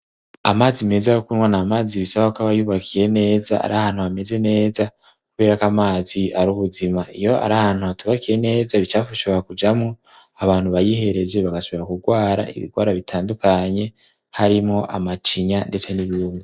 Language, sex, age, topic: Rundi, male, 18-24, education